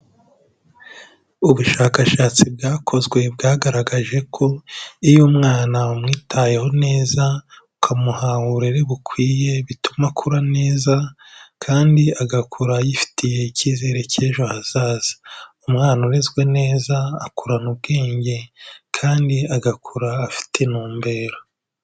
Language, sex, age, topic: Kinyarwanda, male, 18-24, health